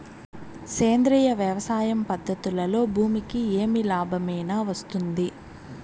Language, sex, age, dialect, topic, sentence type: Telugu, female, 25-30, Southern, agriculture, question